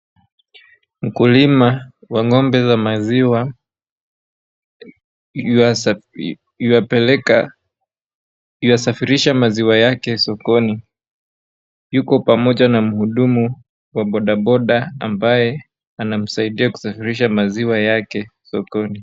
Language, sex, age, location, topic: Swahili, male, 25-35, Wajir, agriculture